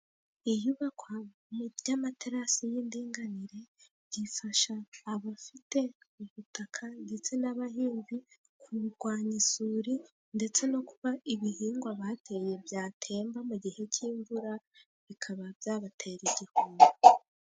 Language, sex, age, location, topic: Kinyarwanda, female, 18-24, Musanze, agriculture